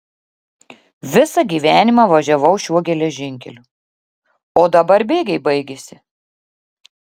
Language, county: Lithuanian, Klaipėda